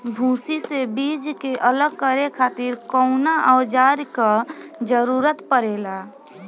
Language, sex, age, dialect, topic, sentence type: Bhojpuri, female, <18, Southern / Standard, agriculture, question